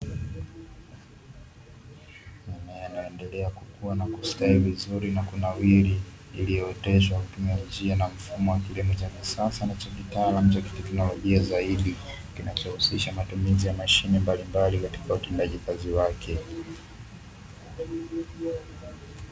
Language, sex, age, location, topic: Swahili, male, 25-35, Dar es Salaam, agriculture